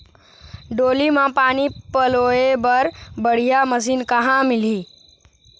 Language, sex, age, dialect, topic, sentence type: Chhattisgarhi, male, 51-55, Eastern, agriculture, question